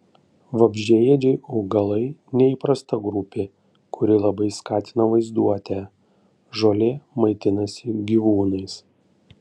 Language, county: Lithuanian, Panevėžys